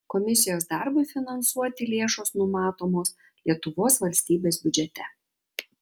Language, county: Lithuanian, Vilnius